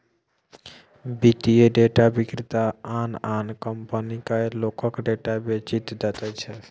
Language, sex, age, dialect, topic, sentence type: Maithili, male, 36-40, Bajjika, banking, statement